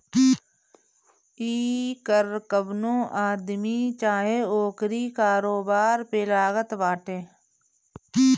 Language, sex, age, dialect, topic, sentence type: Bhojpuri, female, 31-35, Northern, banking, statement